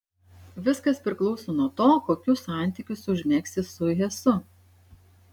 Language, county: Lithuanian, Šiauliai